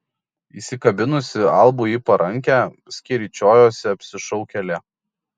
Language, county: Lithuanian, Kaunas